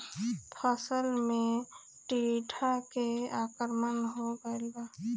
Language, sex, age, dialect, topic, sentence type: Bhojpuri, female, 25-30, Southern / Standard, agriculture, question